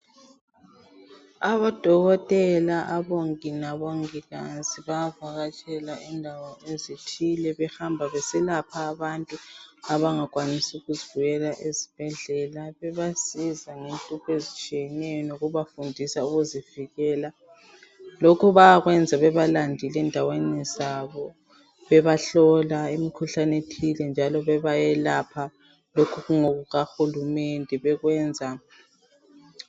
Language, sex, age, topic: North Ndebele, female, 18-24, health